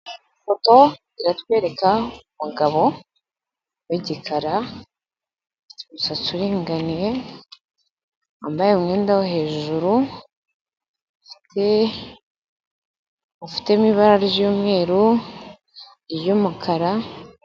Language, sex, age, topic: Kinyarwanda, female, 18-24, government